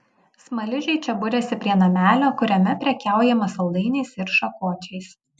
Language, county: Lithuanian, Vilnius